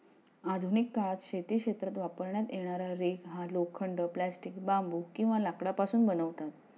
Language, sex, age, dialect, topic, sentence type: Marathi, female, 41-45, Standard Marathi, agriculture, statement